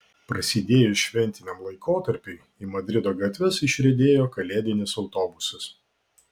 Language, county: Lithuanian, Vilnius